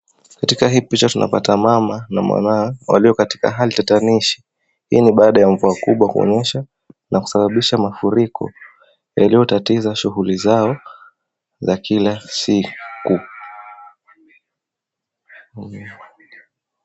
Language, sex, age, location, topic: Swahili, female, 25-35, Kisii, health